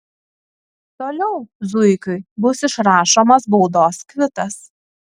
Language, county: Lithuanian, Kaunas